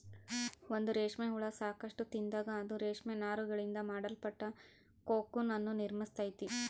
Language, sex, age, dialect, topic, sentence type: Kannada, female, 25-30, Central, agriculture, statement